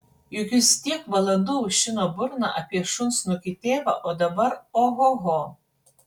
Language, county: Lithuanian, Panevėžys